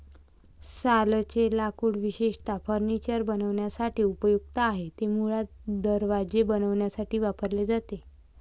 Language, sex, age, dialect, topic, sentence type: Marathi, female, 25-30, Varhadi, agriculture, statement